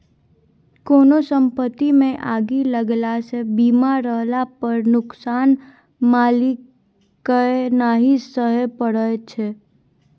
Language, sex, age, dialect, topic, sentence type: Maithili, female, 18-24, Bajjika, banking, statement